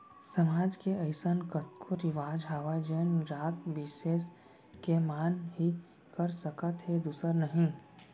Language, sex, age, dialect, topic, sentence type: Chhattisgarhi, male, 18-24, Central, banking, statement